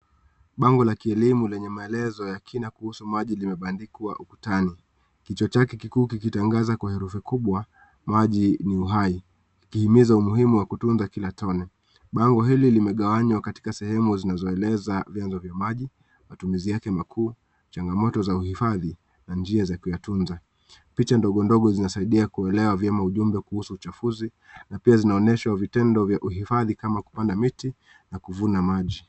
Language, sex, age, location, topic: Swahili, male, 25-35, Nakuru, education